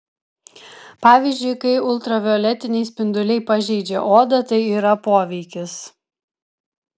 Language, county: Lithuanian, Vilnius